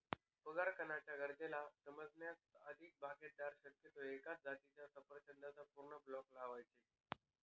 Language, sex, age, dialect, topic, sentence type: Marathi, male, 25-30, Northern Konkan, agriculture, statement